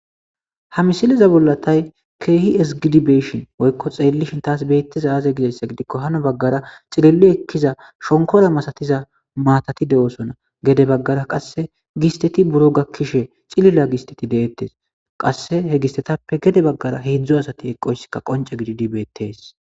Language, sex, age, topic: Gamo, male, 18-24, agriculture